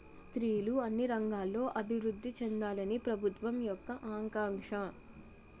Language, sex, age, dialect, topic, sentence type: Telugu, female, 56-60, Utterandhra, banking, statement